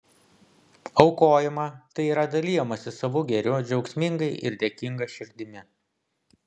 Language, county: Lithuanian, Vilnius